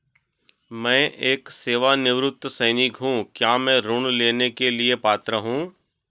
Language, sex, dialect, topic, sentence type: Hindi, male, Marwari Dhudhari, banking, question